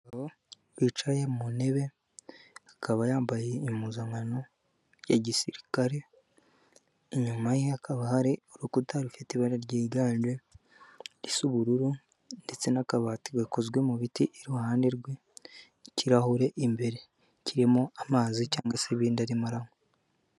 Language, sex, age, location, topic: Kinyarwanda, male, 18-24, Kigali, government